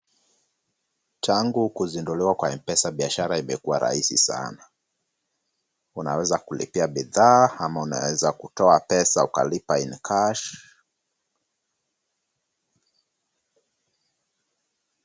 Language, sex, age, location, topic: Swahili, male, 25-35, Kisumu, finance